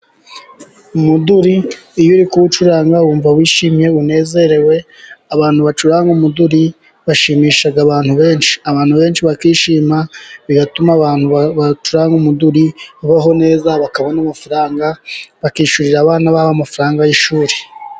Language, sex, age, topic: Kinyarwanda, male, 36-49, government